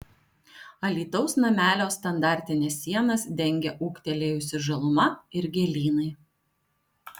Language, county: Lithuanian, Alytus